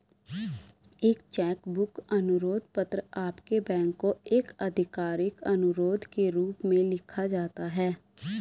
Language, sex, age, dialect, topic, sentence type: Hindi, female, 25-30, Hindustani Malvi Khadi Boli, banking, statement